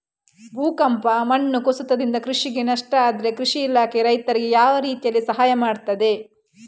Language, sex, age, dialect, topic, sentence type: Kannada, female, 25-30, Coastal/Dakshin, agriculture, question